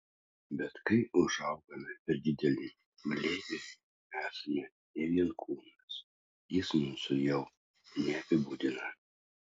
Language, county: Lithuanian, Utena